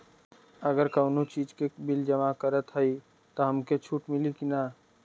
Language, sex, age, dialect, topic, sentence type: Bhojpuri, male, 18-24, Western, banking, question